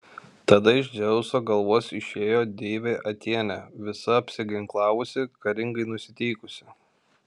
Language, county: Lithuanian, Šiauliai